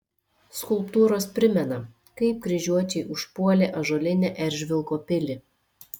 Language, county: Lithuanian, Šiauliai